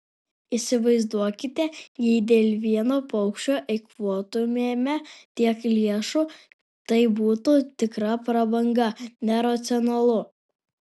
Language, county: Lithuanian, Alytus